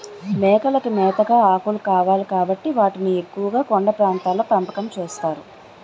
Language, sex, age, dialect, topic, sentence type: Telugu, female, 18-24, Utterandhra, agriculture, statement